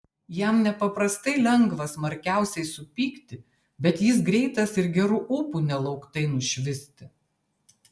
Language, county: Lithuanian, Vilnius